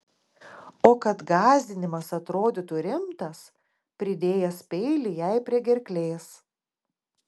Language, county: Lithuanian, Klaipėda